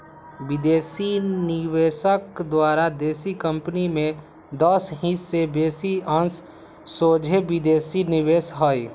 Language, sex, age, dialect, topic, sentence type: Magahi, male, 18-24, Western, banking, statement